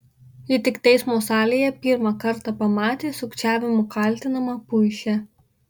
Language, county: Lithuanian, Marijampolė